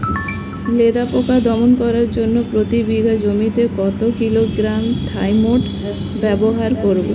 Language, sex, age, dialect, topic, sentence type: Bengali, female, 25-30, Standard Colloquial, agriculture, question